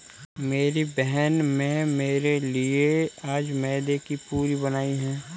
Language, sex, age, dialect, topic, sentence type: Hindi, male, 25-30, Kanauji Braj Bhasha, agriculture, statement